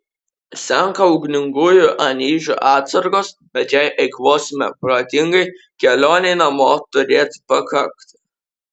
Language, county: Lithuanian, Kaunas